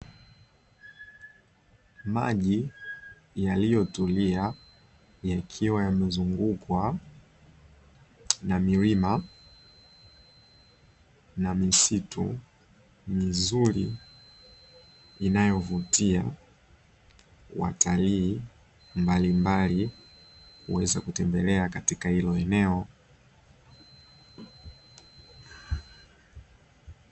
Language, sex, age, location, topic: Swahili, male, 25-35, Dar es Salaam, agriculture